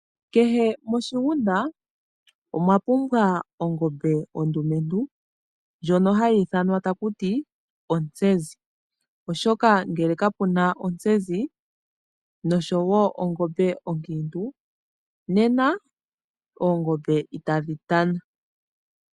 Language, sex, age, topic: Oshiwambo, female, 18-24, agriculture